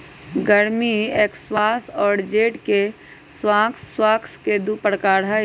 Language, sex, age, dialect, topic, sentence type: Magahi, female, 25-30, Western, agriculture, statement